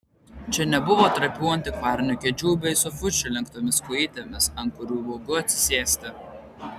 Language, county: Lithuanian, Vilnius